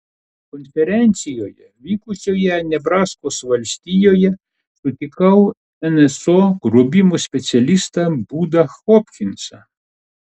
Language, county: Lithuanian, Klaipėda